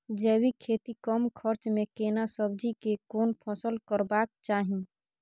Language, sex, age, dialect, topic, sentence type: Maithili, female, 41-45, Bajjika, agriculture, question